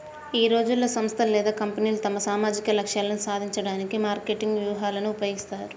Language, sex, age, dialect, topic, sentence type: Telugu, female, 25-30, Central/Coastal, banking, statement